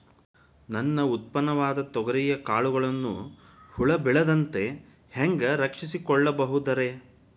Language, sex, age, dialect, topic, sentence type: Kannada, male, 25-30, Dharwad Kannada, agriculture, question